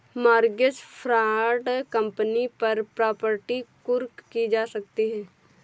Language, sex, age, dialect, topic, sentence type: Hindi, female, 18-24, Awadhi Bundeli, banking, statement